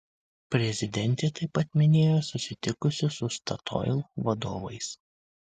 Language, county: Lithuanian, Kaunas